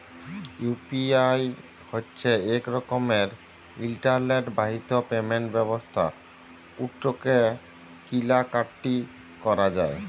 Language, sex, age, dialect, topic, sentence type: Bengali, male, 18-24, Jharkhandi, banking, statement